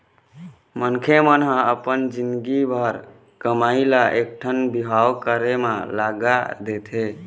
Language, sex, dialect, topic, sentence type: Chhattisgarhi, male, Eastern, banking, statement